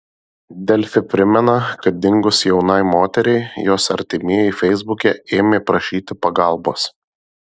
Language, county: Lithuanian, Marijampolė